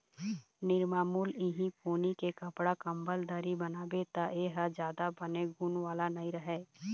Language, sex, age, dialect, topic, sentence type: Chhattisgarhi, female, 31-35, Eastern, agriculture, statement